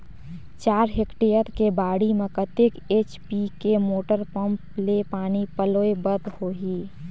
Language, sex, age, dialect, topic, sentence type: Chhattisgarhi, female, 18-24, Northern/Bhandar, agriculture, question